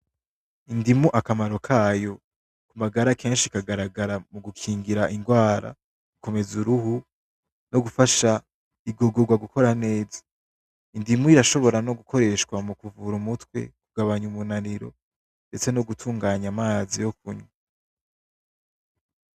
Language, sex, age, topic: Rundi, male, 18-24, agriculture